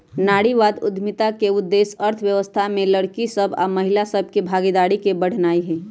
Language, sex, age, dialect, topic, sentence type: Magahi, female, 31-35, Western, banking, statement